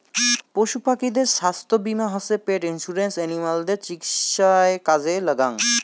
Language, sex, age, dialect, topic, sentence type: Bengali, male, 25-30, Rajbangshi, banking, statement